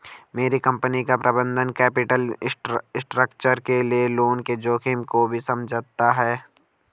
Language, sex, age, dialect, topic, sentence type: Hindi, male, 25-30, Garhwali, banking, statement